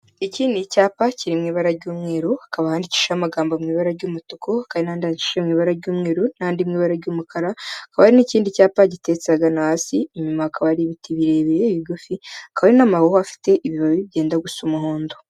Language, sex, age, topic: Kinyarwanda, female, 18-24, health